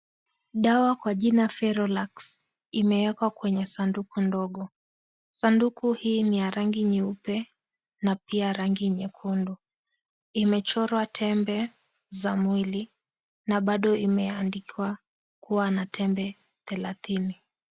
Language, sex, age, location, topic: Swahili, female, 18-24, Mombasa, health